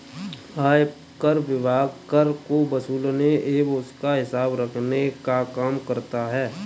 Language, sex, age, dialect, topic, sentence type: Hindi, male, 25-30, Kanauji Braj Bhasha, banking, statement